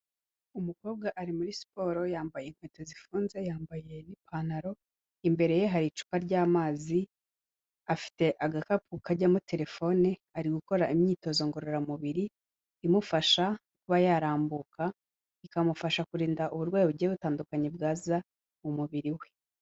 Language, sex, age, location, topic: Kinyarwanda, female, 18-24, Kigali, health